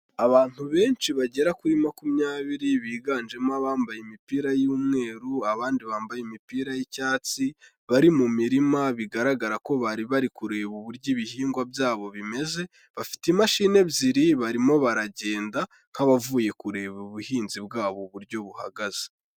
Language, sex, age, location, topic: Kinyarwanda, male, 18-24, Kigali, health